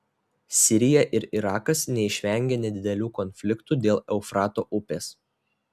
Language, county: Lithuanian, Telšiai